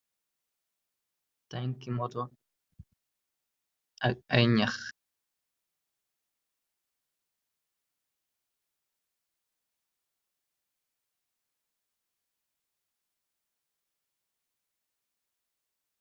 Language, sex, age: Wolof, male, 18-24